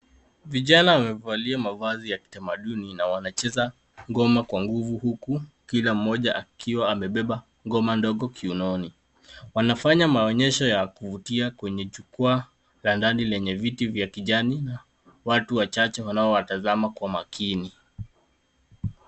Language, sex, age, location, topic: Swahili, male, 18-24, Nairobi, government